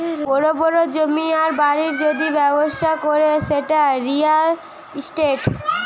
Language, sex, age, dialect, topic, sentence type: Bengali, female, 18-24, Western, banking, statement